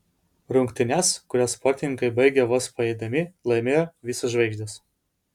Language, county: Lithuanian, Vilnius